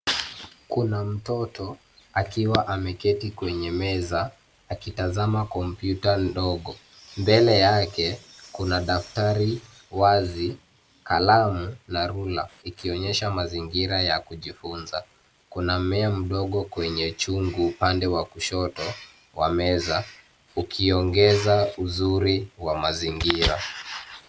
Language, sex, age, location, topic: Swahili, male, 25-35, Nairobi, education